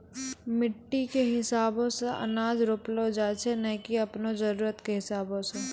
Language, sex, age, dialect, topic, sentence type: Maithili, female, 18-24, Angika, agriculture, statement